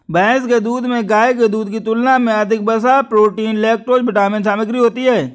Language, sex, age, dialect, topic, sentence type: Hindi, male, 25-30, Awadhi Bundeli, agriculture, statement